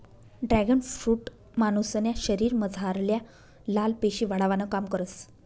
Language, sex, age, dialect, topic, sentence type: Marathi, female, 46-50, Northern Konkan, agriculture, statement